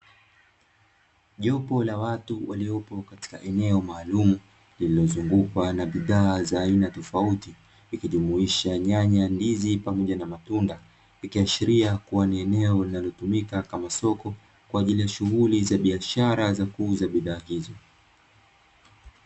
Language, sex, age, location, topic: Swahili, male, 25-35, Dar es Salaam, finance